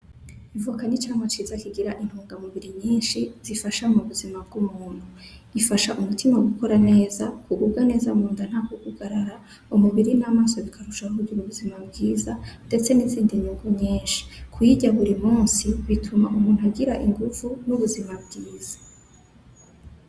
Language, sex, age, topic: Rundi, female, 25-35, agriculture